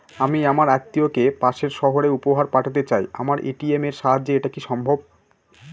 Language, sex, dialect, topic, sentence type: Bengali, male, Northern/Varendri, banking, question